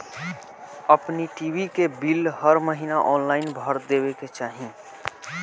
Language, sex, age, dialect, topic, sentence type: Bhojpuri, male, <18, Northern, banking, statement